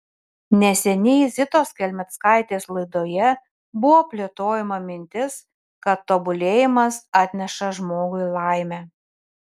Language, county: Lithuanian, Panevėžys